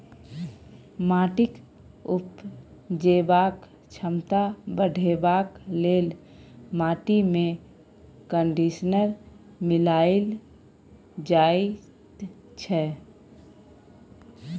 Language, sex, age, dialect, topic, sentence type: Maithili, female, 31-35, Bajjika, agriculture, statement